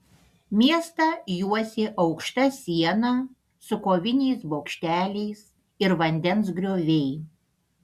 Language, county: Lithuanian, Panevėžys